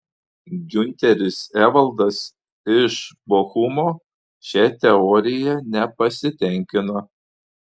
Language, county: Lithuanian, Panevėžys